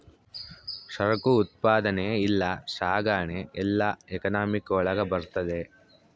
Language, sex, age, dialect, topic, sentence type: Kannada, male, 18-24, Central, banking, statement